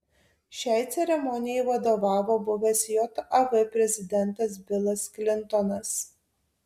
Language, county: Lithuanian, Tauragė